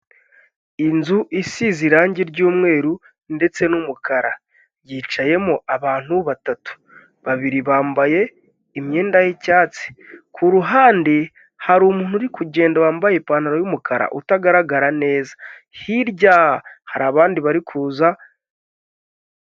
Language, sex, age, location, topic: Kinyarwanda, male, 25-35, Kigali, health